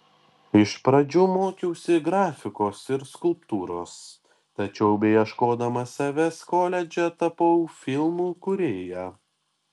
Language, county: Lithuanian, Panevėžys